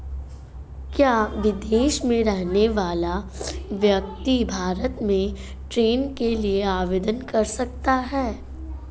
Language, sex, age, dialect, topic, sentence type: Hindi, female, 31-35, Marwari Dhudhari, banking, question